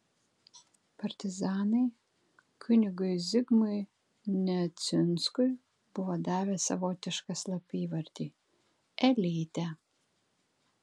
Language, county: Lithuanian, Kaunas